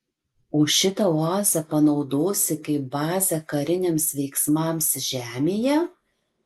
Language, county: Lithuanian, Marijampolė